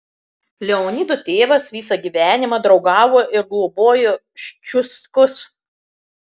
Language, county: Lithuanian, Kaunas